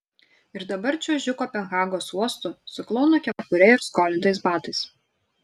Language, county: Lithuanian, Šiauliai